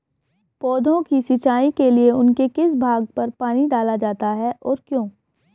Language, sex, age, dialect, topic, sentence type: Hindi, female, 18-24, Hindustani Malvi Khadi Boli, agriculture, question